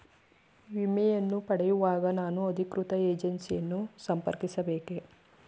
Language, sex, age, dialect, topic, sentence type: Kannada, female, 25-30, Mysore Kannada, banking, question